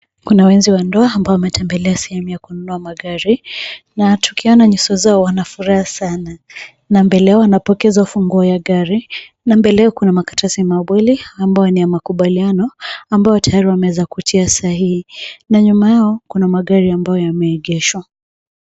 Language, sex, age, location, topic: Swahili, female, 25-35, Nairobi, finance